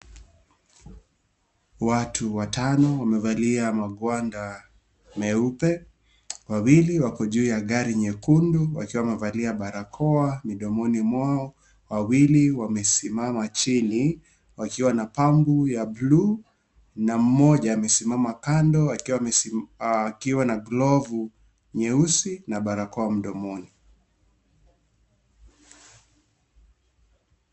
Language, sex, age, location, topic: Swahili, male, 25-35, Kisii, health